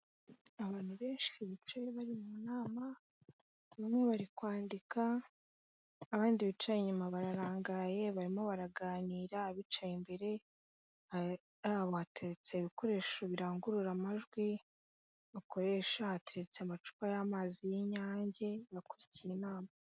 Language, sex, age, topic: Kinyarwanda, female, 18-24, government